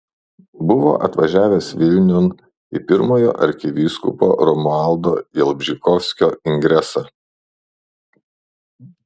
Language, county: Lithuanian, Šiauliai